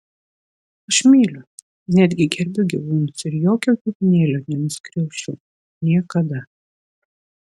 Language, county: Lithuanian, Vilnius